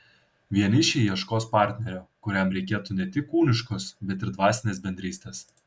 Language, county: Lithuanian, Kaunas